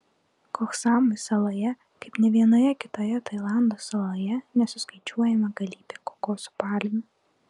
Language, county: Lithuanian, Klaipėda